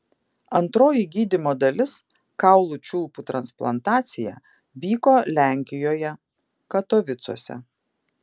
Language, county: Lithuanian, Vilnius